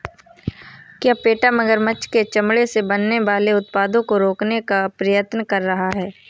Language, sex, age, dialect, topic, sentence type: Hindi, female, 18-24, Awadhi Bundeli, agriculture, statement